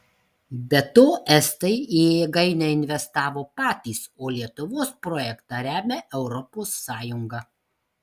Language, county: Lithuanian, Marijampolė